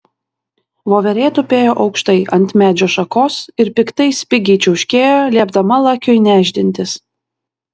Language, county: Lithuanian, Vilnius